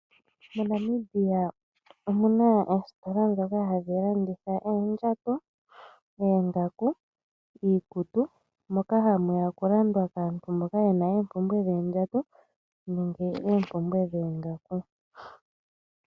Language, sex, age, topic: Oshiwambo, male, 25-35, finance